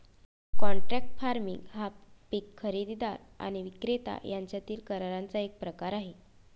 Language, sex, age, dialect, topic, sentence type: Marathi, female, 25-30, Varhadi, agriculture, statement